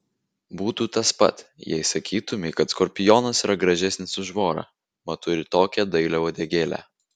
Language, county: Lithuanian, Vilnius